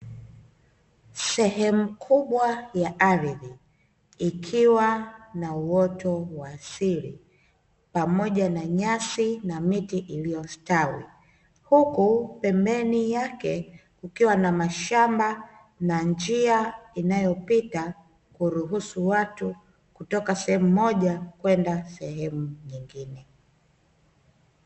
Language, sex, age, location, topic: Swahili, female, 25-35, Dar es Salaam, agriculture